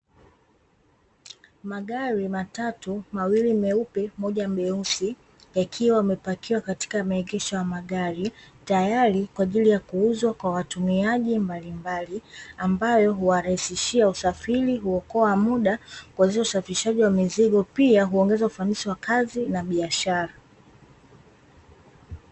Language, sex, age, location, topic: Swahili, female, 18-24, Dar es Salaam, finance